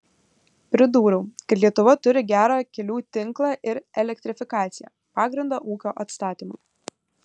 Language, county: Lithuanian, Kaunas